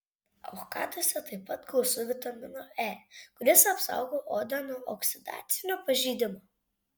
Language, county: Lithuanian, Šiauliai